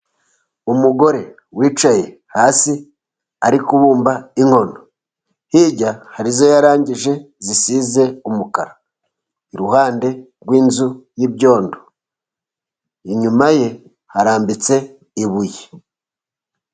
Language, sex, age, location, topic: Kinyarwanda, male, 36-49, Musanze, government